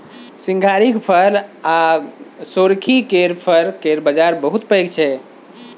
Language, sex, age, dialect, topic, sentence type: Maithili, female, 36-40, Bajjika, agriculture, statement